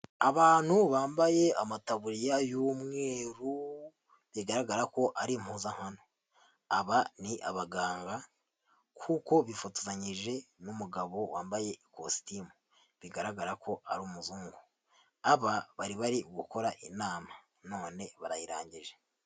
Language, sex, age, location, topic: Kinyarwanda, male, 50+, Huye, health